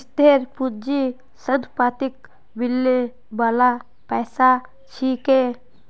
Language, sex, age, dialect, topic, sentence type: Magahi, female, 18-24, Northeastern/Surjapuri, banking, statement